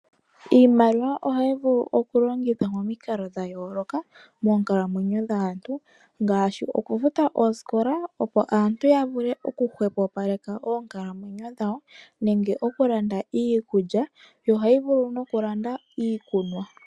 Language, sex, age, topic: Oshiwambo, male, 25-35, finance